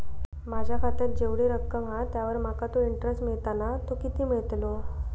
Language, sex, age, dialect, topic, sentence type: Marathi, female, 18-24, Southern Konkan, banking, question